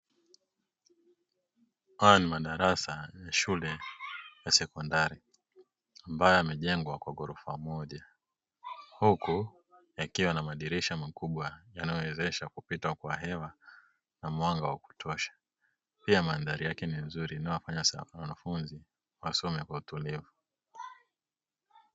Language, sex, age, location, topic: Swahili, male, 25-35, Dar es Salaam, education